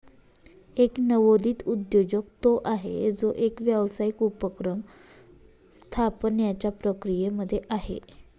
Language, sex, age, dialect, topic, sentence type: Marathi, female, 31-35, Northern Konkan, banking, statement